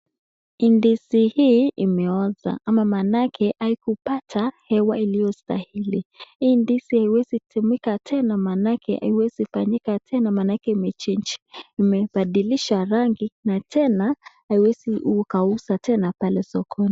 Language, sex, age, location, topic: Swahili, male, 36-49, Nakuru, agriculture